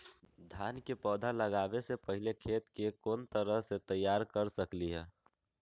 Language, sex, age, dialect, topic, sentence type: Magahi, male, 18-24, Western, agriculture, question